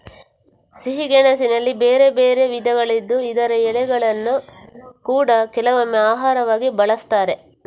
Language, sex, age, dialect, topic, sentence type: Kannada, female, 46-50, Coastal/Dakshin, agriculture, statement